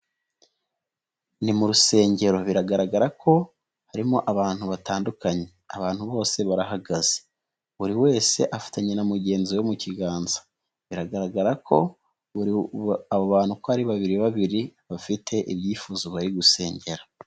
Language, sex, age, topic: Kinyarwanda, male, 18-24, finance